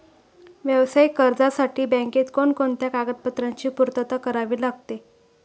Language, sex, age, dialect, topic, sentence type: Marathi, female, 41-45, Standard Marathi, banking, question